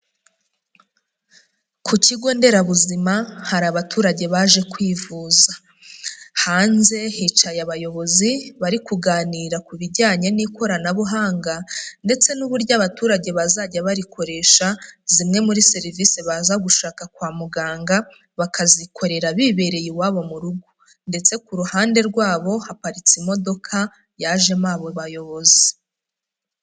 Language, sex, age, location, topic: Kinyarwanda, female, 25-35, Huye, health